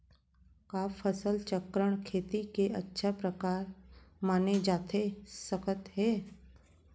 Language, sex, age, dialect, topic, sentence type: Chhattisgarhi, female, 31-35, Central, agriculture, question